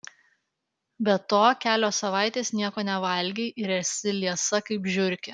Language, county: Lithuanian, Alytus